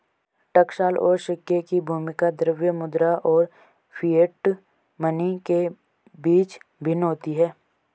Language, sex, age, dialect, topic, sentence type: Hindi, male, 25-30, Garhwali, banking, statement